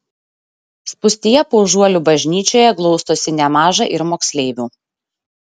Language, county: Lithuanian, Šiauliai